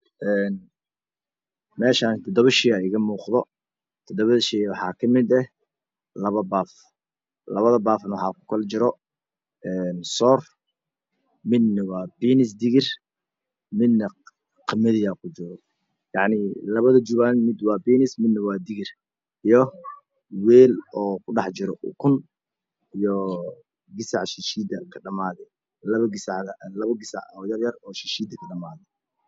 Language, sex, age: Somali, male, 18-24